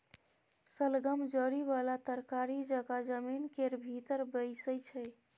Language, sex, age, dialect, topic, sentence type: Maithili, female, 18-24, Bajjika, agriculture, statement